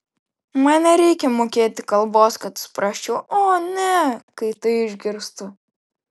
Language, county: Lithuanian, Vilnius